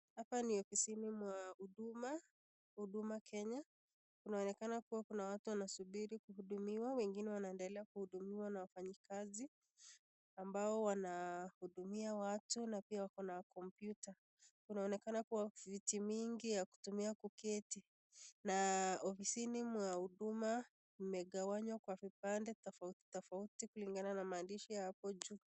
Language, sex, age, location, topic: Swahili, female, 25-35, Nakuru, government